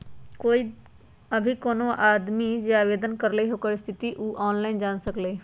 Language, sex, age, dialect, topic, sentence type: Magahi, female, 31-35, Western, banking, statement